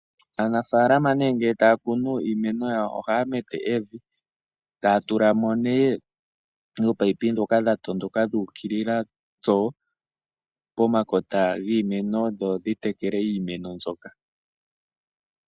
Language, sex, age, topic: Oshiwambo, male, 18-24, agriculture